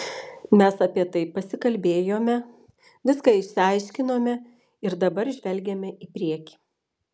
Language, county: Lithuanian, Vilnius